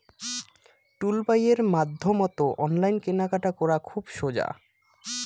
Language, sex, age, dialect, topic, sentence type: Bengali, male, 25-30, Rajbangshi, agriculture, statement